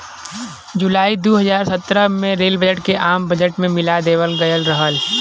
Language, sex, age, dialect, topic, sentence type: Bhojpuri, male, 18-24, Western, banking, statement